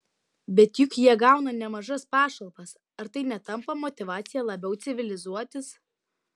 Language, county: Lithuanian, Utena